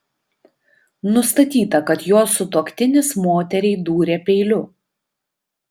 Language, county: Lithuanian, Vilnius